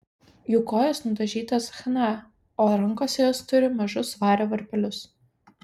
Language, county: Lithuanian, Vilnius